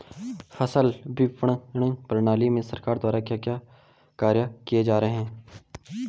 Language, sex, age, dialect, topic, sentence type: Hindi, male, 18-24, Garhwali, agriculture, question